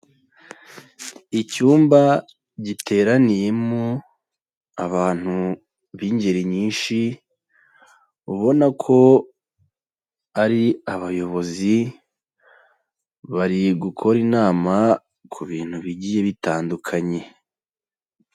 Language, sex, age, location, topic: Kinyarwanda, male, 25-35, Huye, health